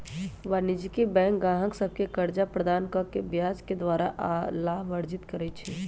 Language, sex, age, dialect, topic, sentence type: Magahi, male, 18-24, Western, banking, statement